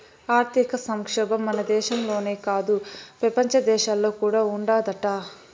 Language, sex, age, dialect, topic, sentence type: Telugu, male, 18-24, Southern, banking, statement